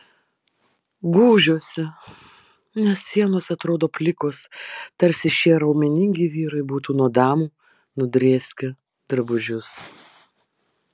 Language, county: Lithuanian, Vilnius